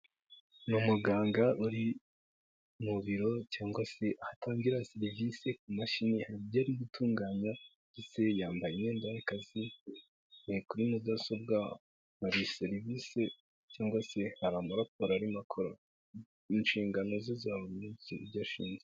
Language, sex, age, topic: Kinyarwanda, male, 18-24, health